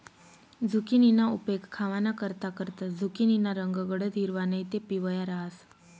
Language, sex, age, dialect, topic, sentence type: Marathi, female, 18-24, Northern Konkan, agriculture, statement